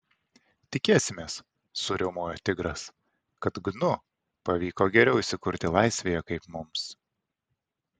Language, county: Lithuanian, Vilnius